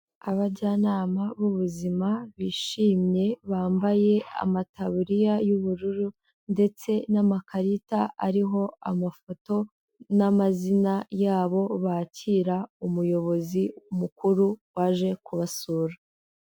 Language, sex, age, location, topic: Kinyarwanda, female, 18-24, Kigali, health